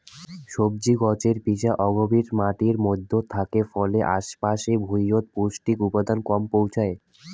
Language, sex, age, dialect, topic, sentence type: Bengali, male, 18-24, Rajbangshi, agriculture, statement